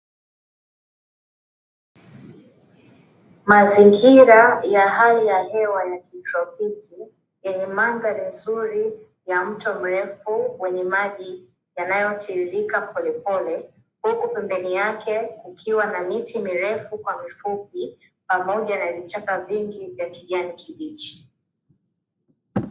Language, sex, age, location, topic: Swahili, female, 25-35, Dar es Salaam, agriculture